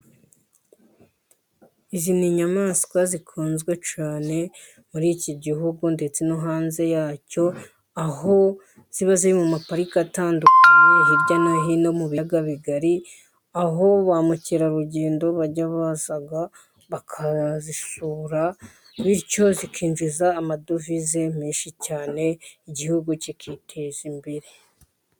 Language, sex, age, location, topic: Kinyarwanda, female, 50+, Musanze, agriculture